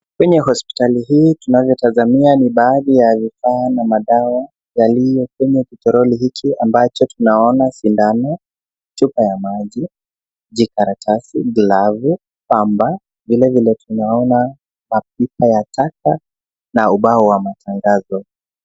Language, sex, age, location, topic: Swahili, male, 25-35, Nairobi, health